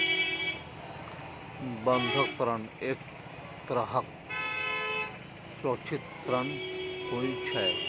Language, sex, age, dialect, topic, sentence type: Maithili, male, 31-35, Eastern / Thethi, banking, statement